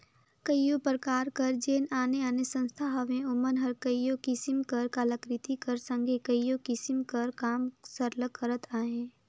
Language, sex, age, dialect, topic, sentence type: Chhattisgarhi, female, 18-24, Northern/Bhandar, banking, statement